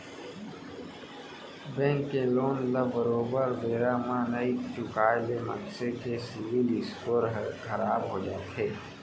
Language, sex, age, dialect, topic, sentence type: Chhattisgarhi, male, 18-24, Central, banking, statement